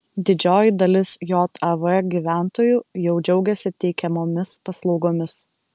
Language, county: Lithuanian, Vilnius